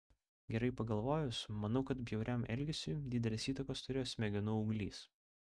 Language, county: Lithuanian, Vilnius